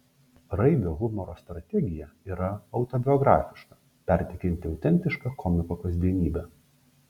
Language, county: Lithuanian, Šiauliai